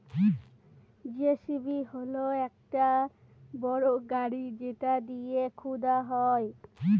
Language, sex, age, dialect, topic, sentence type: Bengali, female, 18-24, Northern/Varendri, agriculture, statement